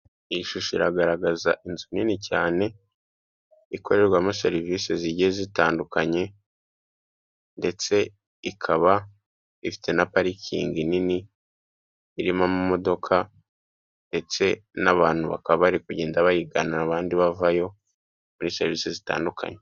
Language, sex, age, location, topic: Kinyarwanda, male, 36-49, Kigali, government